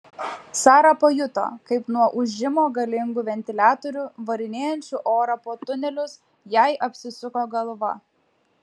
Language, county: Lithuanian, Klaipėda